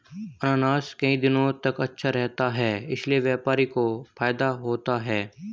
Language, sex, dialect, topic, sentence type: Hindi, male, Hindustani Malvi Khadi Boli, agriculture, statement